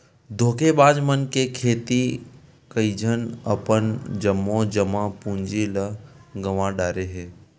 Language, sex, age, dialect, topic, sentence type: Chhattisgarhi, male, 31-35, Western/Budati/Khatahi, banking, statement